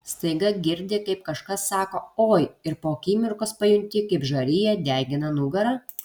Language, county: Lithuanian, Kaunas